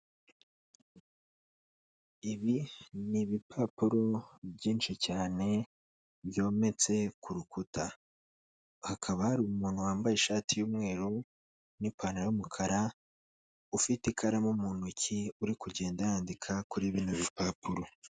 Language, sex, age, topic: Kinyarwanda, male, 25-35, government